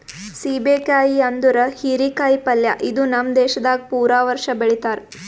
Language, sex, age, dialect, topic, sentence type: Kannada, female, 18-24, Northeastern, agriculture, statement